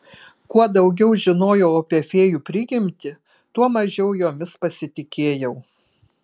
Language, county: Lithuanian, Kaunas